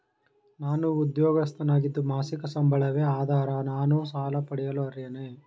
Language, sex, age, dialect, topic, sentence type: Kannada, male, 41-45, Mysore Kannada, banking, question